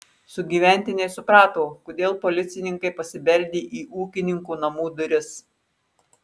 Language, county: Lithuanian, Marijampolė